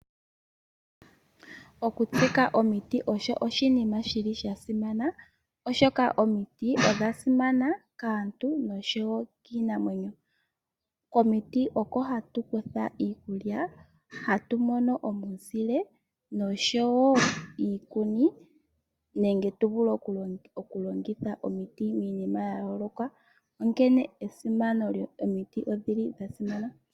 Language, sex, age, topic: Oshiwambo, female, 25-35, agriculture